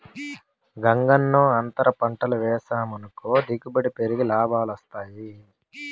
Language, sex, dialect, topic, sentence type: Telugu, male, Southern, agriculture, statement